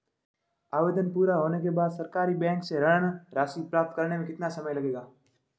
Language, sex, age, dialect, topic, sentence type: Hindi, male, 36-40, Marwari Dhudhari, banking, question